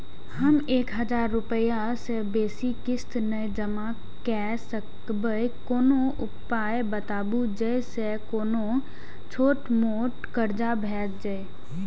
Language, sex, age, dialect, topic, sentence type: Maithili, female, 18-24, Eastern / Thethi, banking, question